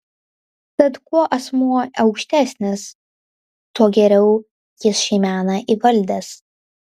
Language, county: Lithuanian, Vilnius